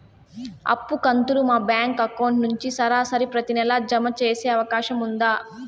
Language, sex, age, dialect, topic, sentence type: Telugu, female, 18-24, Southern, banking, question